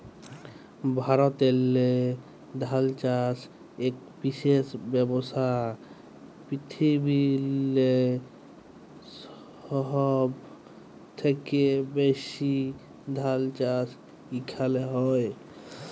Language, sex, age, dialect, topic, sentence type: Bengali, male, 25-30, Jharkhandi, agriculture, statement